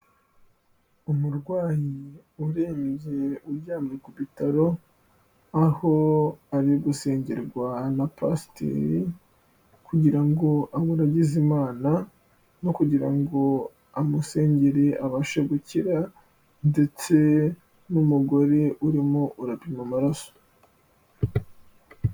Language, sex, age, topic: Kinyarwanda, male, 18-24, health